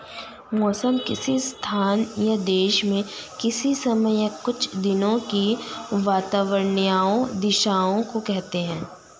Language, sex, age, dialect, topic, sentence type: Hindi, female, 18-24, Hindustani Malvi Khadi Boli, agriculture, statement